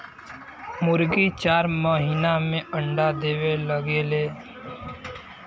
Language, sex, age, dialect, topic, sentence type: Bhojpuri, male, 18-24, Western, agriculture, statement